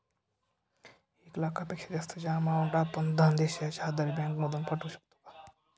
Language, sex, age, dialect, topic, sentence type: Marathi, male, 18-24, Standard Marathi, banking, question